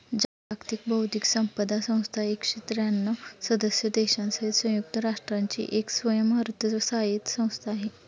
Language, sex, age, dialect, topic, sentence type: Marathi, female, 25-30, Standard Marathi, banking, statement